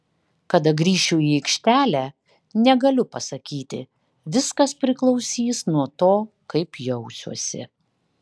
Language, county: Lithuanian, Kaunas